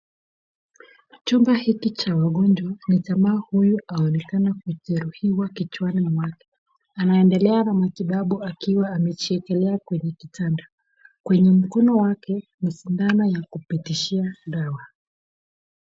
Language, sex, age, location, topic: Swahili, female, 25-35, Nakuru, health